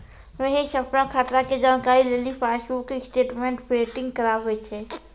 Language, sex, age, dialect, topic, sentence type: Maithili, female, 18-24, Angika, banking, statement